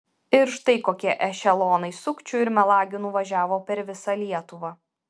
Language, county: Lithuanian, Vilnius